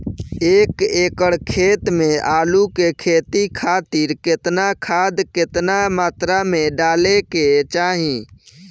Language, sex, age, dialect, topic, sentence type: Bhojpuri, male, 18-24, Southern / Standard, agriculture, question